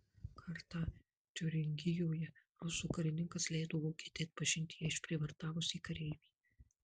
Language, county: Lithuanian, Kaunas